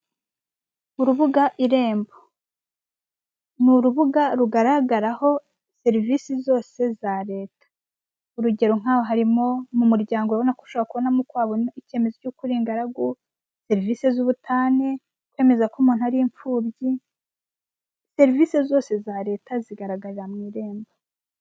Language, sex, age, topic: Kinyarwanda, female, 25-35, finance